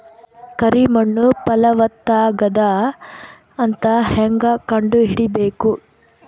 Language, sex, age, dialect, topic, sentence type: Kannada, female, 18-24, Northeastern, agriculture, question